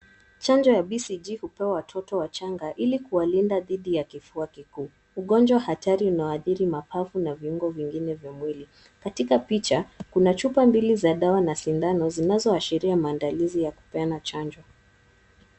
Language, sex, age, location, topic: Swahili, female, 18-24, Nairobi, health